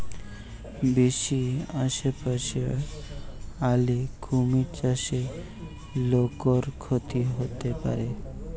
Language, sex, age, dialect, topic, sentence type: Bengali, male, 18-24, Western, agriculture, statement